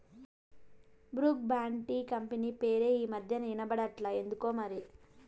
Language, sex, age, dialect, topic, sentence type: Telugu, female, 18-24, Southern, agriculture, statement